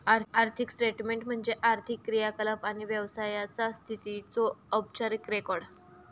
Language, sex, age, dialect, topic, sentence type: Marathi, female, 31-35, Southern Konkan, banking, statement